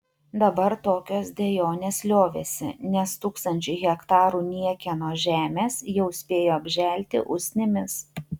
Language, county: Lithuanian, Utena